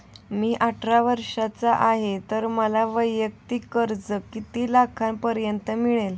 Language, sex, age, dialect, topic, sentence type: Marathi, female, 18-24, Standard Marathi, banking, question